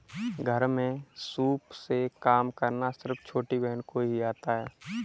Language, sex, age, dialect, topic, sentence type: Hindi, male, 18-24, Kanauji Braj Bhasha, agriculture, statement